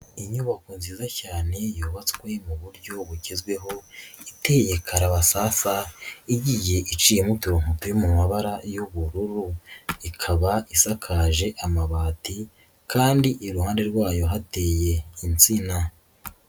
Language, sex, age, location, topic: Kinyarwanda, male, 36-49, Nyagatare, agriculture